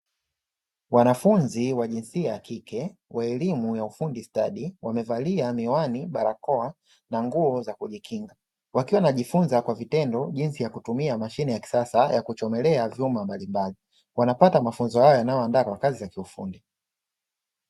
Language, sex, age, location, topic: Swahili, male, 25-35, Dar es Salaam, education